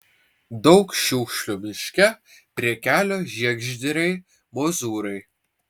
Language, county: Lithuanian, Vilnius